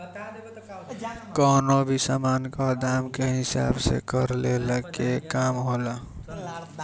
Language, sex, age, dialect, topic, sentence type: Bhojpuri, male, <18, Northern, banking, statement